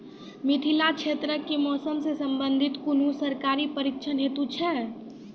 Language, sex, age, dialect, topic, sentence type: Maithili, female, 18-24, Angika, agriculture, question